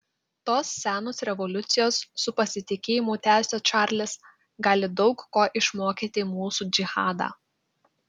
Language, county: Lithuanian, Klaipėda